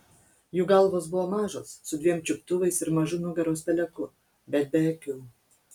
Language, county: Lithuanian, Kaunas